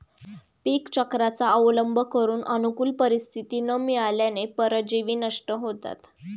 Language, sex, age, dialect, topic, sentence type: Marathi, female, 18-24, Standard Marathi, agriculture, statement